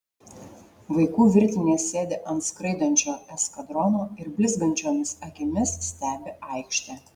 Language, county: Lithuanian, Marijampolė